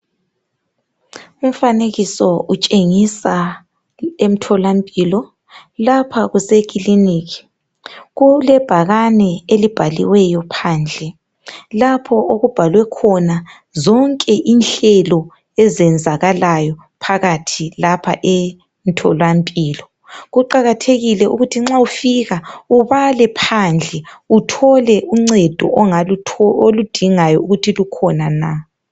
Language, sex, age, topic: North Ndebele, female, 36-49, health